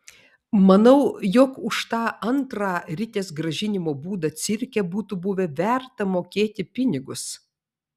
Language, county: Lithuanian, Vilnius